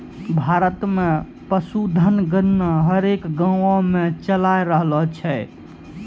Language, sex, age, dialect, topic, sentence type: Maithili, male, 51-55, Angika, agriculture, statement